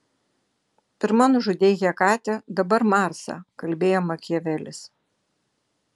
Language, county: Lithuanian, Vilnius